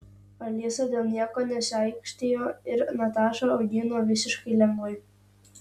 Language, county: Lithuanian, Utena